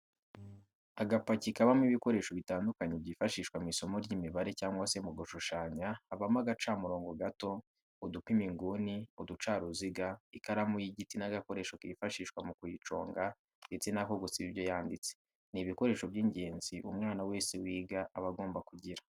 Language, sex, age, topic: Kinyarwanda, male, 18-24, education